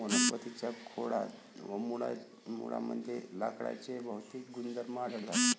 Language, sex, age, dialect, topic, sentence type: Marathi, male, 25-30, Varhadi, agriculture, statement